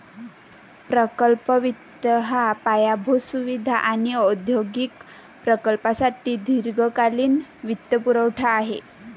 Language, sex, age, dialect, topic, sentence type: Marathi, female, 25-30, Varhadi, banking, statement